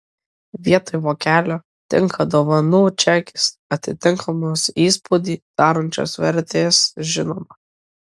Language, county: Lithuanian, Kaunas